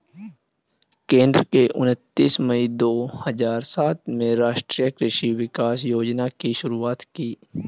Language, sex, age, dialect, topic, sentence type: Hindi, male, 18-24, Hindustani Malvi Khadi Boli, agriculture, statement